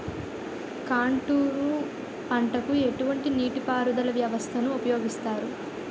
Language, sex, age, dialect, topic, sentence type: Telugu, female, 18-24, Utterandhra, agriculture, question